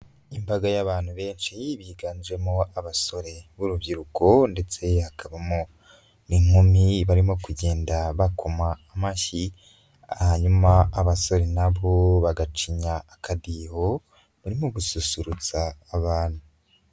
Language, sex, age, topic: Kinyarwanda, male, 25-35, government